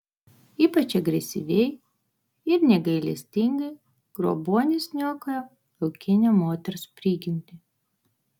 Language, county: Lithuanian, Vilnius